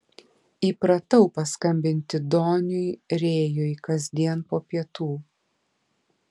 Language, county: Lithuanian, Klaipėda